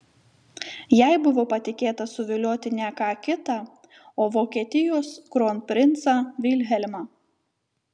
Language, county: Lithuanian, Telšiai